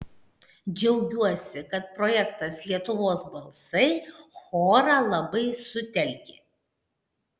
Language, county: Lithuanian, Šiauliai